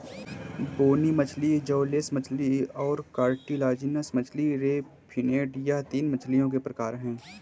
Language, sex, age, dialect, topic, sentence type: Hindi, male, 18-24, Kanauji Braj Bhasha, agriculture, statement